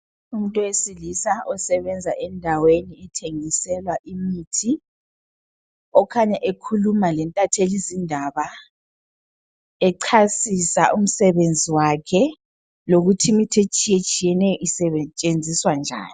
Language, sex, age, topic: North Ndebele, female, 25-35, health